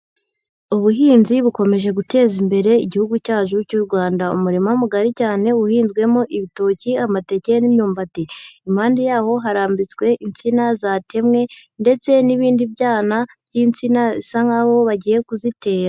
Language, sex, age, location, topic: Kinyarwanda, female, 18-24, Huye, agriculture